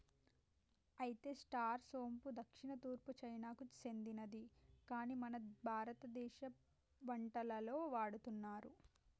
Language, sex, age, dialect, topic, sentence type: Telugu, female, 18-24, Telangana, agriculture, statement